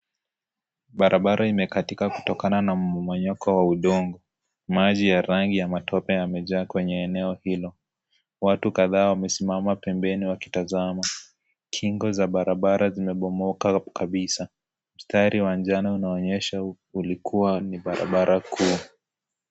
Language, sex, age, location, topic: Swahili, male, 25-35, Kisii, health